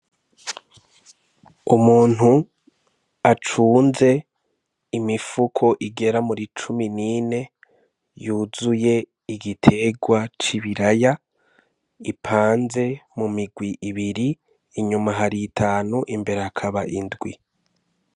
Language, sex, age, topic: Rundi, male, 25-35, agriculture